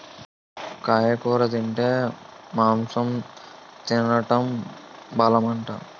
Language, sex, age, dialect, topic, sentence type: Telugu, male, 18-24, Utterandhra, agriculture, statement